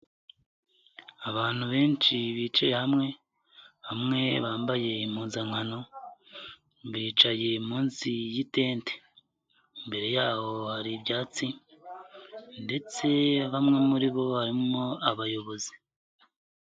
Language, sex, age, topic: Kinyarwanda, male, 25-35, finance